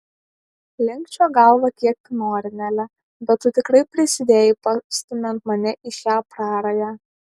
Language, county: Lithuanian, Alytus